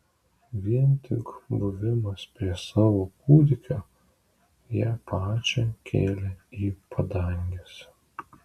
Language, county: Lithuanian, Vilnius